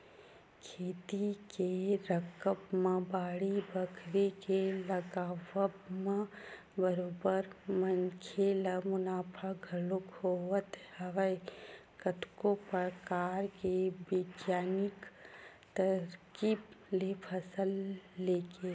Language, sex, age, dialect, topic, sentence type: Chhattisgarhi, female, 25-30, Western/Budati/Khatahi, agriculture, statement